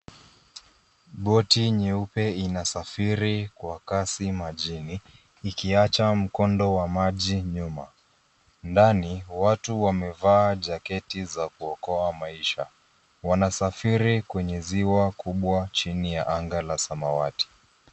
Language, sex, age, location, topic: Swahili, male, 25-35, Nairobi, health